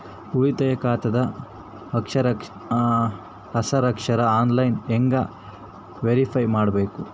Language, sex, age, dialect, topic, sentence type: Kannada, female, 25-30, Northeastern, banking, question